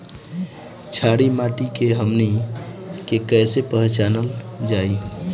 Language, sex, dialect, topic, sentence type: Bhojpuri, male, Northern, agriculture, question